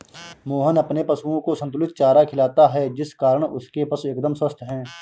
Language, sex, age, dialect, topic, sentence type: Hindi, male, 25-30, Awadhi Bundeli, agriculture, statement